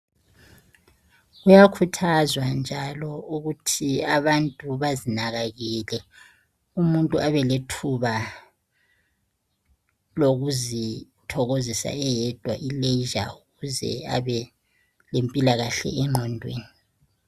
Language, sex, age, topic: North Ndebele, female, 36-49, health